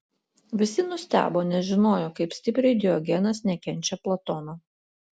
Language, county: Lithuanian, Utena